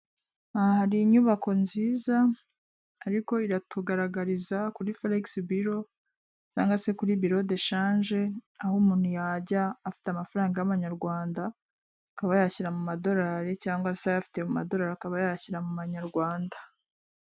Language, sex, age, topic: Kinyarwanda, female, 25-35, finance